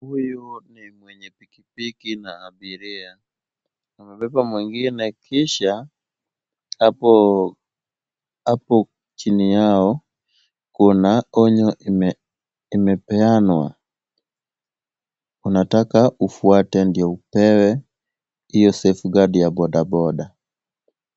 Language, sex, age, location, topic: Swahili, male, 18-24, Kisumu, finance